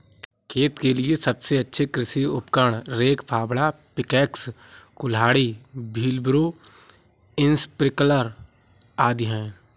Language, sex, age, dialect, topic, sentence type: Hindi, male, 18-24, Awadhi Bundeli, agriculture, statement